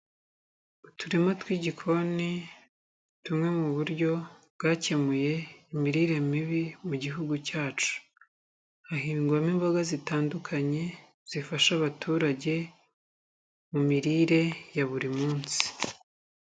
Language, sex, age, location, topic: Kinyarwanda, female, 36-49, Kigali, agriculture